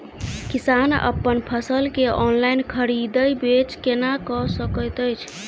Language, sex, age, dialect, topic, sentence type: Maithili, female, 18-24, Southern/Standard, agriculture, question